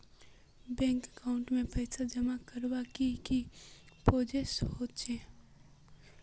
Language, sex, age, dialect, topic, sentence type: Magahi, female, 18-24, Northeastern/Surjapuri, banking, question